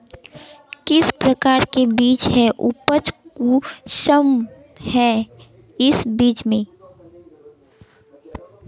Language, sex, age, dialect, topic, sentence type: Magahi, male, 18-24, Northeastern/Surjapuri, agriculture, question